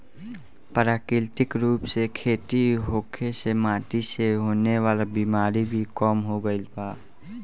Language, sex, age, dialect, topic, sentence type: Bhojpuri, male, <18, Southern / Standard, agriculture, statement